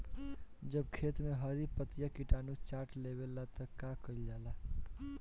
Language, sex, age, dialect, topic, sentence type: Bhojpuri, male, 18-24, Northern, agriculture, question